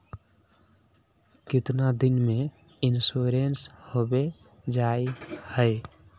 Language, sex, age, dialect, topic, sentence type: Magahi, male, 31-35, Northeastern/Surjapuri, banking, question